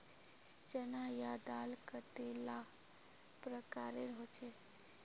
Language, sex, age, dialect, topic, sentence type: Magahi, female, 51-55, Northeastern/Surjapuri, agriculture, question